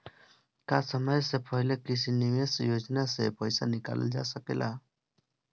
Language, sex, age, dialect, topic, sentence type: Bhojpuri, male, 18-24, Northern, banking, question